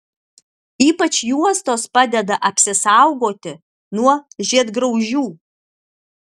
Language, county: Lithuanian, Alytus